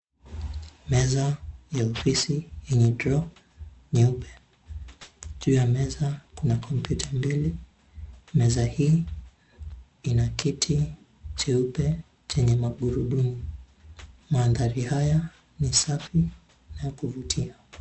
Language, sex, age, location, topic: Swahili, male, 18-24, Nairobi, health